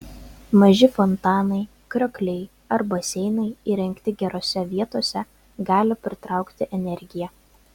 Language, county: Lithuanian, Vilnius